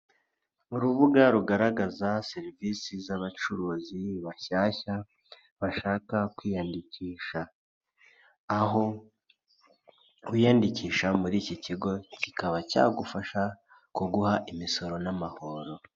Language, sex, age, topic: Kinyarwanda, male, 25-35, government